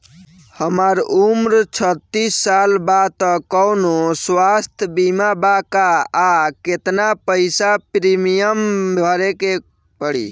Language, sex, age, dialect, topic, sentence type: Bhojpuri, male, 18-24, Southern / Standard, banking, question